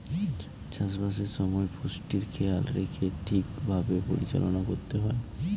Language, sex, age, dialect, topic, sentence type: Bengali, male, 18-24, Northern/Varendri, agriculture, statement